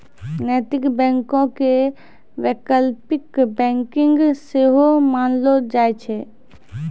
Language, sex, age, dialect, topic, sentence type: Maithili, female, 56-60, Angika, banking, statement